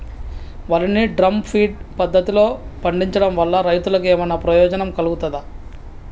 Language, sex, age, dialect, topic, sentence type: Telugu, female, 31-35, Telangana, agriculture, question